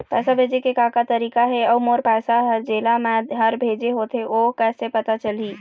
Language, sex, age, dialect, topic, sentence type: Chhattisgarhi, female, 25-30, Eastern, banking, question